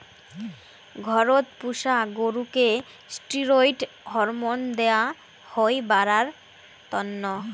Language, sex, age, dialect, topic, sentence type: Bengali, female, 18-24, Rajbangshi, agriculture, statement